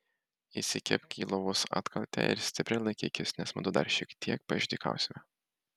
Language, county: Lithuanian, Marijampolė